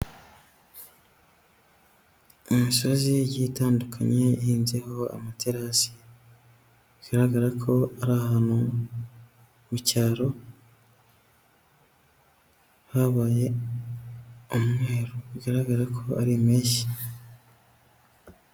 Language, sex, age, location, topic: Kinyarwanda, male, 18-24, Huye, agriculture